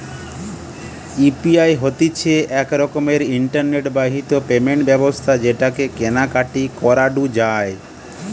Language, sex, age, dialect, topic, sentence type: Bengali, male, 31-35, Western, banking, statement